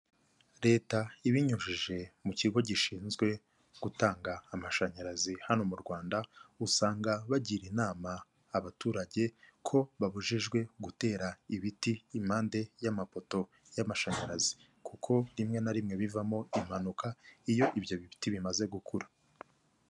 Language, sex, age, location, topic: Kinyarwanda, male, 25-35, Kigali, government